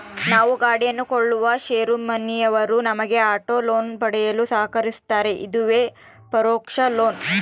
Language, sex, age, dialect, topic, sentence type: Kannada, female, 25-30, Central, banking, statement